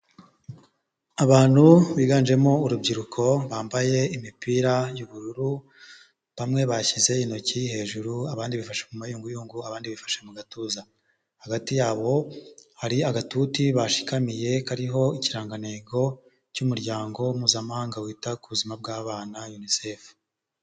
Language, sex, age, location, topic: Kinyarwanda, male, 25-35, Huye, health